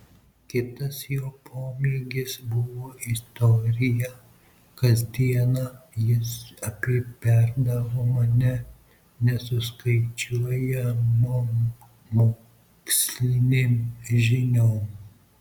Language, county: Lithuanian, Marijampolė